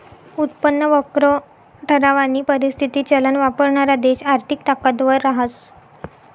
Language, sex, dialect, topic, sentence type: Marathi, female, Northern Konkan, banking, statement